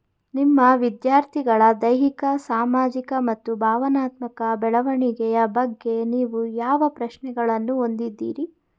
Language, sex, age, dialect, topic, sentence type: Kannada, female, 31-35, Mysore Kannada, banking, question